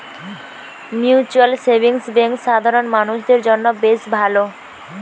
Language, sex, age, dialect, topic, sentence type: Bengali, female, 18-24, Western, banking, statement